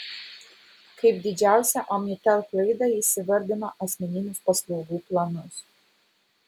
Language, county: Lithuanian, Vilnius